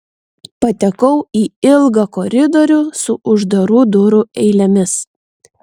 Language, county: Lithuanian, Vilnius